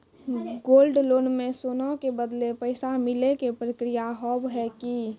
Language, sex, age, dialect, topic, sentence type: Maithili, female, 46-50, Angika, banking, question